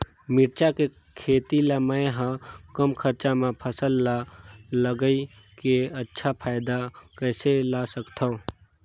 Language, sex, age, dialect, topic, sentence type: Chhattisgarhi, male, 18-24, Northern/Bhandar, agriculture, question